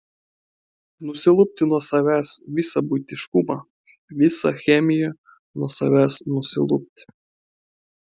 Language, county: Lithuanian, Klaipėda